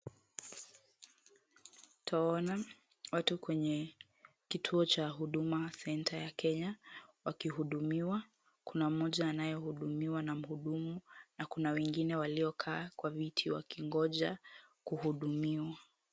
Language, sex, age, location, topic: Swahili, female, 50+, Kisumu, government